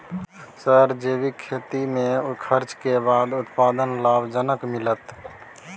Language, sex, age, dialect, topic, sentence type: Maithili, male, 18-24, Bajjika, agriculture, question